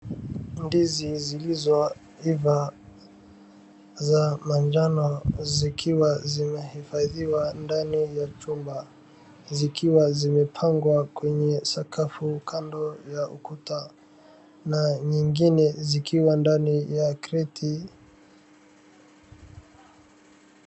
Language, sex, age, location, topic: Swahili, male, 50+, Wajir, agriculture